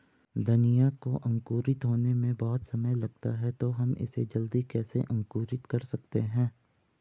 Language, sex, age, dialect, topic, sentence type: Hindi, female, 18-24, Garhwali, agriculture, question